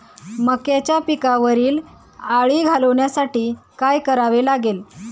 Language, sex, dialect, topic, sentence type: Marathi, female, Standard Marathi, agriculture, question